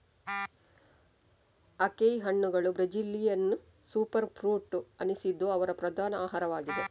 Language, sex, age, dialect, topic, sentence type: Kannada, female, 25-30, Coastal/Dakshin, agriculture, statement